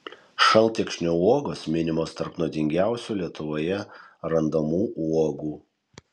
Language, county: Lithuanian, Kaunas